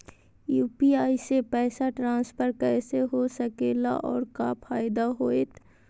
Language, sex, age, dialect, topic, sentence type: Magahi, female, 18-24, Southern, banking, question